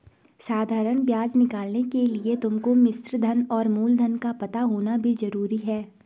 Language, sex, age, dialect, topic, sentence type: Hindi, female, 18-24, Garhwali, banking, statement